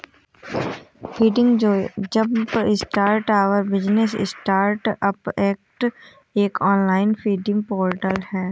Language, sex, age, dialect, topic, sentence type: Hindi, female, 18-24, Awadhi Bundeli, banking, statement